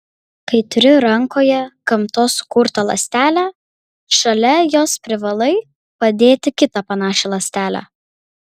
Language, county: Lithuanian, Kaunas